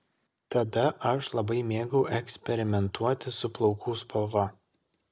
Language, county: Lithuanian, Kaunas